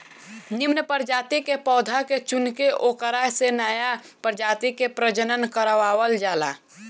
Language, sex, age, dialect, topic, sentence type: Bhojpuri, male, 18-24, Northern, agriculture, statement